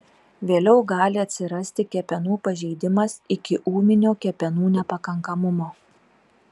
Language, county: Lithuanian, Telšiai